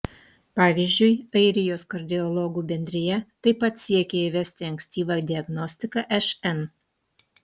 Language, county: Lithuanian, Utena